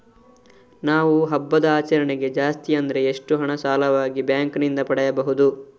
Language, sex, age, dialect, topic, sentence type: Kannada, male, 18-24, Coastal/Dakshin, banking, question